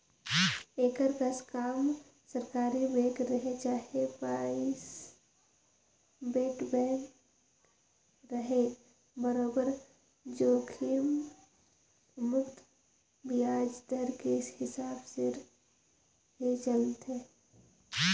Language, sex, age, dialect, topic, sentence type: Chhattisgarhi, female, 18-24, Northern/Bhandar, banking, statement